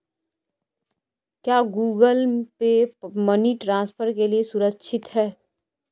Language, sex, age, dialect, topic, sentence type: Hindi, female, 25-30, Marwari Dhudhari, banking, question